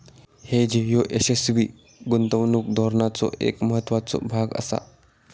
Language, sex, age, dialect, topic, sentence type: Marathi, male, 18-24, Southern Konkan, banking, statement